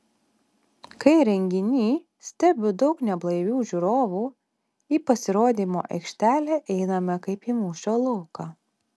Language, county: Lithuanian, Alytus